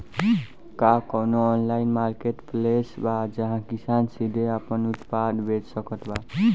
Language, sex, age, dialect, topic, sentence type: Bhojpuri, male, <18, Southern / Standard, agriculture, statement